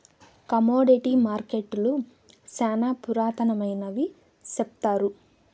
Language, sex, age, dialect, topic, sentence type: Telugu, female, 18-24, Southern, banking, statement